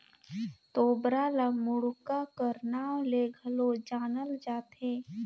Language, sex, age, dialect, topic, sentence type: Chhattisgarhi, female, 18-24, Northern/Bhandar, agriculture, statement